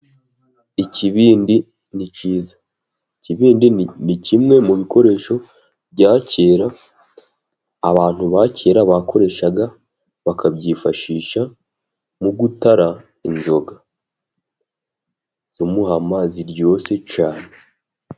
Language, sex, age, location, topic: Kinyarwanda, male, 18-24, Musanze, government